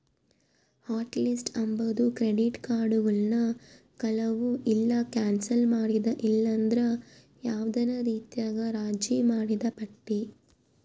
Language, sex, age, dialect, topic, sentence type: Kannada, female, 18-24, Central, banking, statement